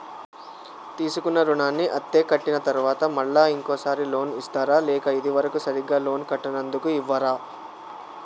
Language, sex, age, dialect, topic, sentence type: Telugu, male, 18-24, Telangana, banking, question